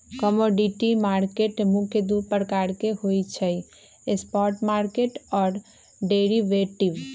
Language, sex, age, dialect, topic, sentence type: Magahi, female, 25-30, Western, banking, statement